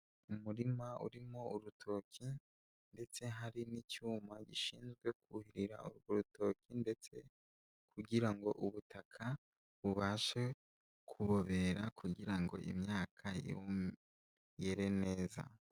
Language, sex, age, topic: Kinyarwanda, male, 18-24, agriculture